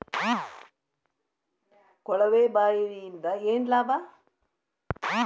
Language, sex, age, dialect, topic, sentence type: Kannada, female, 60-100, Dharwad Kannada, agriculture, question